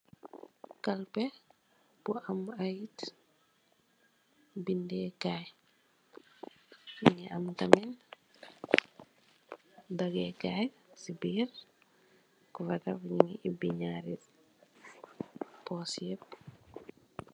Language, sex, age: Wolof, female, 18-24